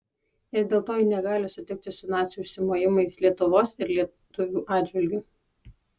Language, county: Lithuanian, Alytus